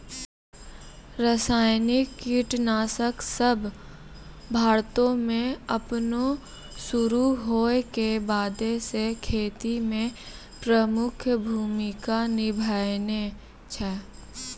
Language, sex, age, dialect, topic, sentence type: Maithili, female, 18-24, Angika, agriculture, statement